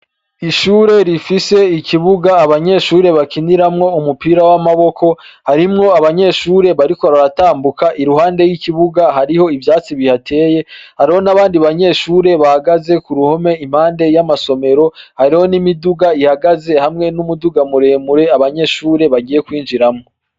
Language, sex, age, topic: Rundi, male, 25-35, education